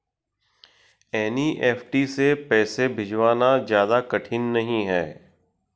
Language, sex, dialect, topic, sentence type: Hindi, male, Marwari Dhudhari, banking, statement